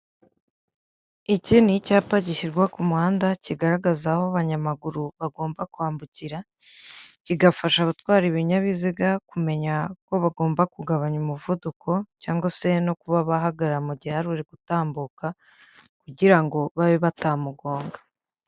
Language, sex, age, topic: Kinyarwanda, female, 50+, government